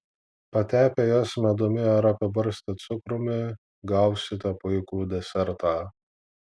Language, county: Lithuanian, Vilnius